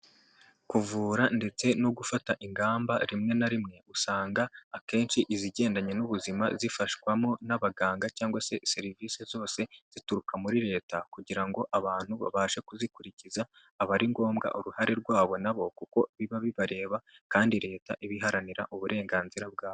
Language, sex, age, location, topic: Kinyarwanda, male, 18-24, Kigali, health